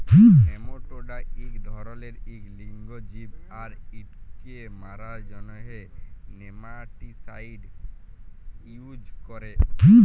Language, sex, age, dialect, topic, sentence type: Bengali, male, 18-24, Jharkhandi, agriculture, statement